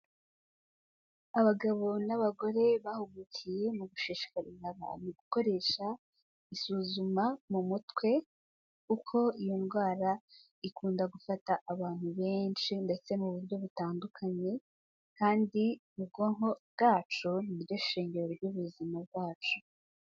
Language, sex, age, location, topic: Kinyarwanda, female, 18-24, Kigali, health